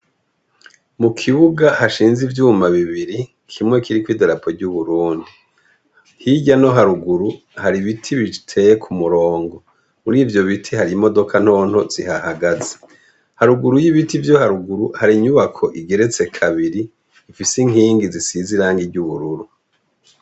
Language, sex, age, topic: Rundi, male, 50+, education